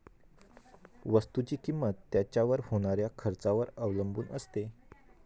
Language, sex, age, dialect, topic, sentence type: Marathi, male, 25-30, Northern Konkan, banking, statement